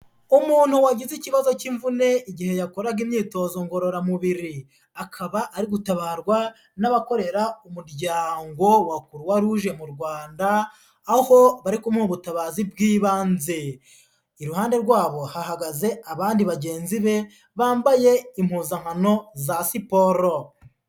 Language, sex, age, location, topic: Kinyarwanda, female, 18-24, Huye, health